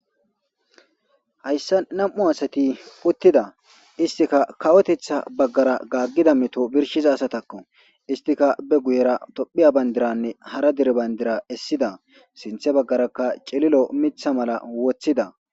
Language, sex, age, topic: Gamo, male, 25-35, government